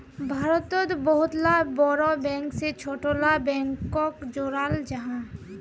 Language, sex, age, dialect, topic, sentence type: Magahi, female, 18-24, Northeastern/Surjapuri, banking, statement